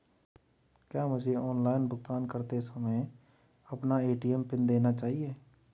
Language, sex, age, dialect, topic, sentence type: Hindi, male, 31-35, Marwari Dhudhari, banking, question